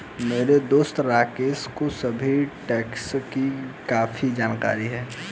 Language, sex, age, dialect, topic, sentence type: Hindi, male, 18-24, Hindustani Malvi Khadi Boli, banking, statement